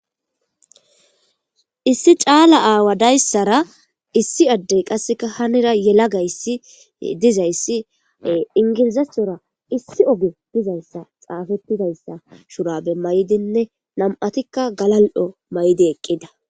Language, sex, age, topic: Gamo, female, 25-35, government